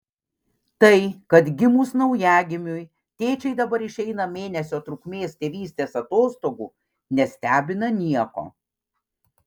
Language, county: Lithuanian, Panevėžys